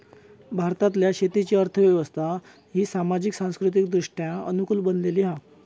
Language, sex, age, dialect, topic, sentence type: Marathi, male, 18-24, Southern Konkan, agriculture, statement